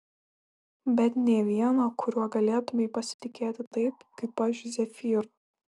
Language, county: Lithuanian, Šiauliai